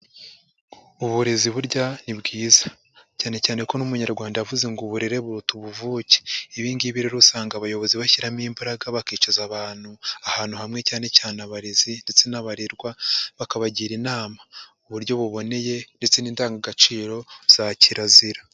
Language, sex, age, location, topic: Kinyarwanda, male, 25-35, Huye, education